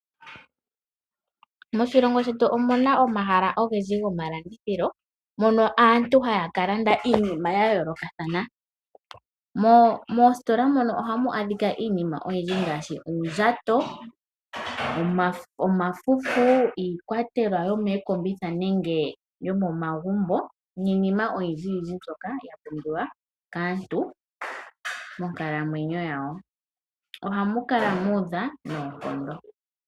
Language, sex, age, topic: Oshiwambo, female, 18-24, finance